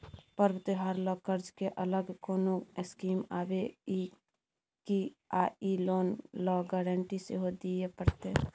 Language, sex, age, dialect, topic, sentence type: Maithili, female, 25-30, Bajjika, banking, question